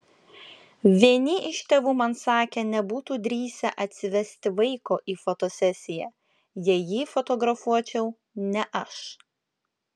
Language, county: Lithuanian, Klaipėda